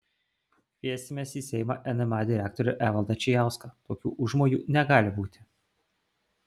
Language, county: Lithuanian, Klaipėda